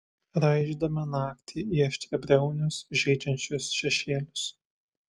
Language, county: Lithuanian, Vilnius